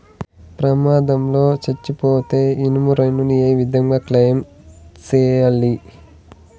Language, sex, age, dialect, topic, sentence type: Telugu, male, 18-24, Southern, banking, question